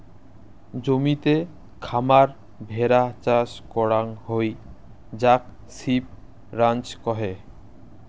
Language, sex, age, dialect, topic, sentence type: Bengali, male, 25-30, Rajbangshi, agriculture, statement